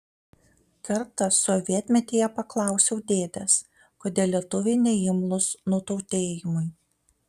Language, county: Lithuanian, Panevėžys